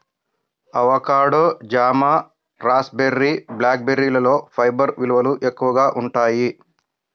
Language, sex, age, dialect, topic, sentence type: Telugu, male, 56-60, Central/Coastal, agriculture, statement